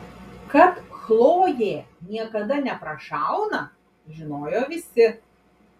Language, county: Lithuanian, Klaipėda